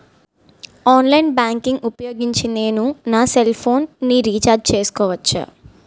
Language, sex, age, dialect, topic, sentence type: Telugu, female, 18-24, Utterandhra, banking, question